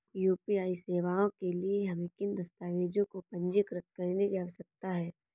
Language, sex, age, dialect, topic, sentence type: Hindi, female, 18-24, Marwari Dhudhari, banking, question